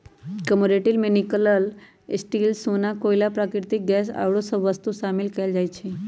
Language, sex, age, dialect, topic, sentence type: Magahi, male, 18-24, Western, banking, statement